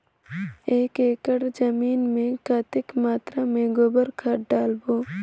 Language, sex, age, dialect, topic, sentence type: Chhattisgarhi, female, 18-24, Northern/Bhandar, agriculture, question